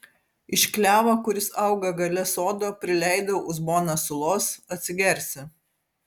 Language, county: Lithuanian, Vilnius